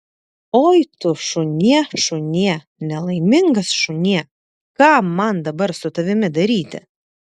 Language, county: Lithuanian, Klaipėda